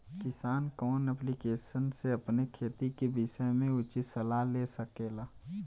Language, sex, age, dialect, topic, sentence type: Bhojpuri, male, 18-24, Western, agriculture, question